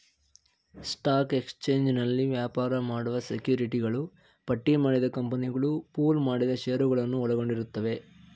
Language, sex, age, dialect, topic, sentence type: Kannada, male, 18-24, Mysore Kannada, banking, statement